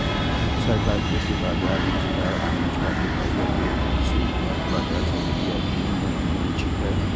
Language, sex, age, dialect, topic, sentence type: Maithili, male, 56-60, Eastern / Thethi, agriculture, statement